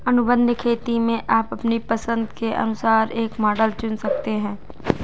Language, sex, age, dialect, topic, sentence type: Hindi, female, 18-24, Marwari Dhudhari, agriculture, statement